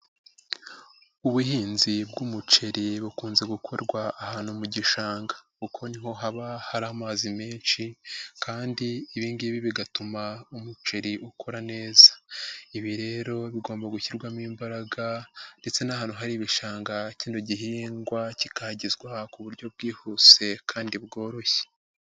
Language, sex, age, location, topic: Kinyarwanda, female, 50+, Nyagatare, agriculture